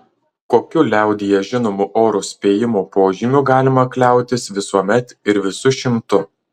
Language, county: Lithuanian, Marijampolė